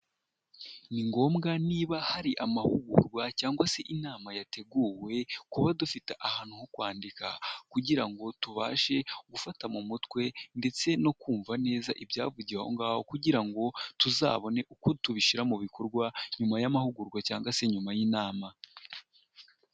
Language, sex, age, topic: Kinyarwanda, male, 18-24, health